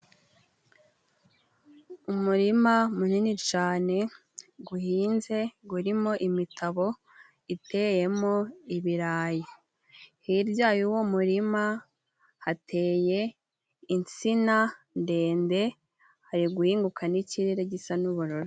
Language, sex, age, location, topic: Kinyarwanda, female, 18-24, Musanze, agriculture